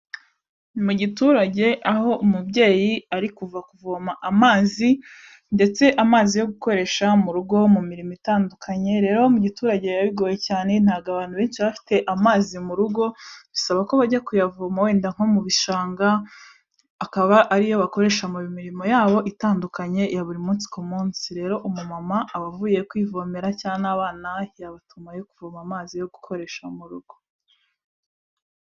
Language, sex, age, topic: Kinyarwanda, female, 18-24, health